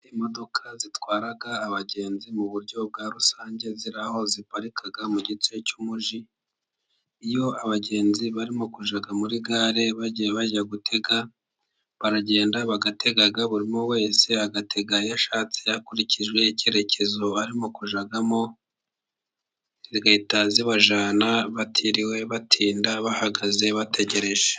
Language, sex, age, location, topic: Kinyarwanda, male, 50+, Musanze, government